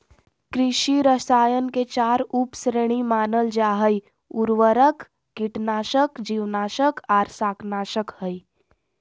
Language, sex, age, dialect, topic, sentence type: Magahi, female, 31-35, Southern, agriculture, statement